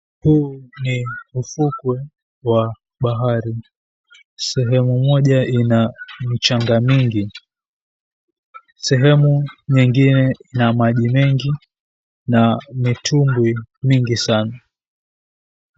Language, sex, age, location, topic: Swahili, female, 18-24, Mombasa, government